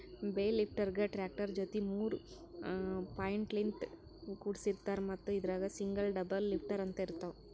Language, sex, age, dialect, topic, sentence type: Kannada, female, 56-60, Northeastern, agriculture, statement